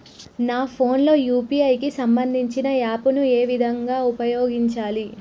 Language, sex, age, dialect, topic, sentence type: Telugu, female, 36-40, Telangana, banking, question